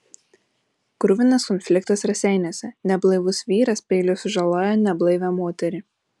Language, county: Lithuanian, Panevėžys